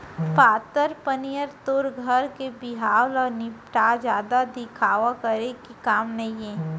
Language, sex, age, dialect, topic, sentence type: Chhattisgarhi, female, 60-100, Central, banking, statement